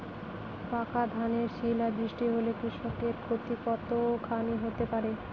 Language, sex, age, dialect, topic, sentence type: Bengali, female, 25-30, Northern/Varendri, agriculture, question